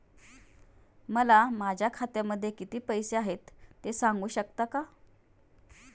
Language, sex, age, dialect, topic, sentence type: Marathi, female, 36-40, Standard Marathi, banking, question